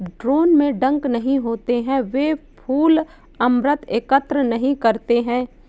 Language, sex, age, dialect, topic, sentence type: Hindi, female, 18-24, Awadhi Bundeli, agriculture, statement